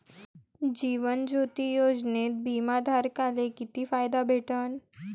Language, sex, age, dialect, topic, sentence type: Marathi, female, 18-24, Varhadi, banking, question